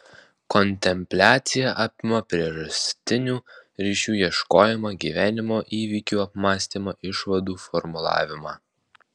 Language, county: Lithuanian, Alytus